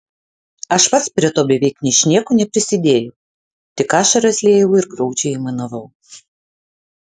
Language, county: Lithuanian, Utena